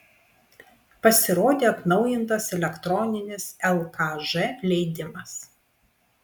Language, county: Lithuanian, Vilnius